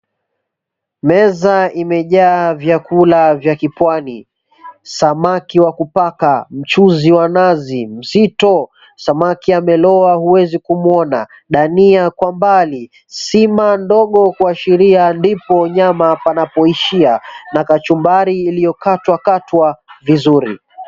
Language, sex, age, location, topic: Swahili, male, 25-35, Mombasa, agriculture